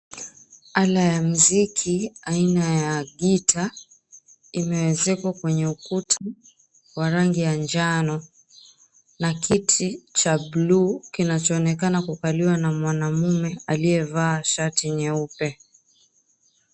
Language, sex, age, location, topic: Swahili, female, 25-35, Mombasa, government